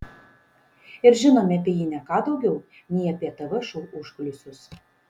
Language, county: Lithuanian, Šiauliai